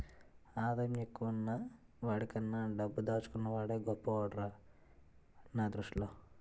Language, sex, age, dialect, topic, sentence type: Telugu, male, 18-24, Utterandhra, banking, statement